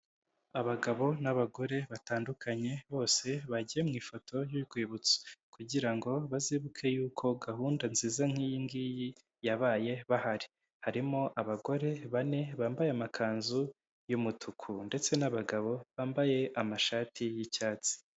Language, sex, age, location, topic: Kinyarwanda, male, 25-35, Kigali, government